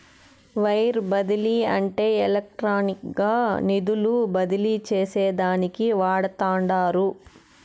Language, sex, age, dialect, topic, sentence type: Telugu, female, 31-35, Southern, banking, statement